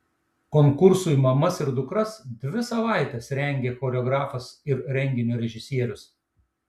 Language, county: Lithuanian, Šiauliai